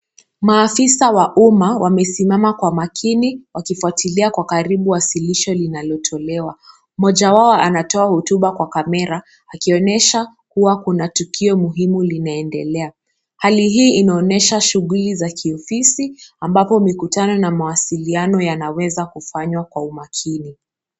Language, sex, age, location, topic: Swahili, female, 18-24, Kisumu, government